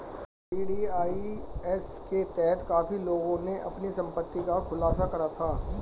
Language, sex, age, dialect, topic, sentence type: Hindi, female, 25-30, Hindustani Malvi Khadi Boli, banking, statement